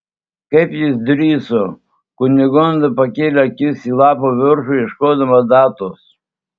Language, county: Lithuanian, Tauragė